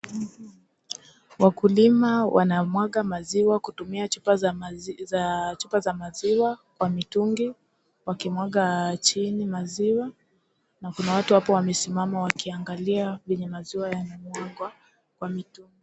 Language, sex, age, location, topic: Swahili, female, 25-35, Kisii, agriculture